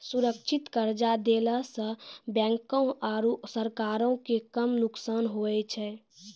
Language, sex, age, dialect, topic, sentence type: Maithili, female, 36-40, Angika, banking, statement